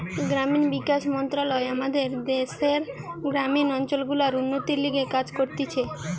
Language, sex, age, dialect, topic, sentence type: Bengali, female, 18-24, Western, agriculture, statement